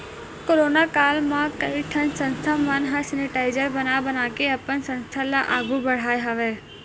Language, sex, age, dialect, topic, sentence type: Chhattisgarhi, female, 18-24, Western/Budati/Khatahi, banking, statement